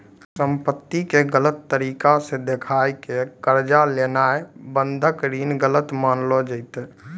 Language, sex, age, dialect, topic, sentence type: Maithili, male, 18-24, Angika, banking, statement